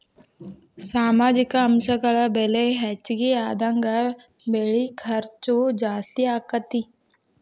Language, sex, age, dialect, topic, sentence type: Kannada, female, 18-24, Dharwad Kannada, agriculture, statement